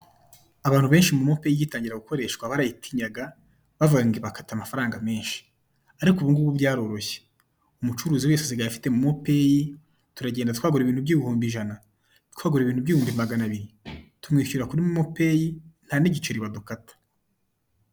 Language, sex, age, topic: Kinyarwanda, male, 25-35, finance